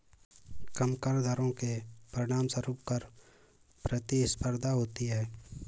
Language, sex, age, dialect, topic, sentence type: Hindi, male, 18-24, Marwari Dhudhari, banking, statement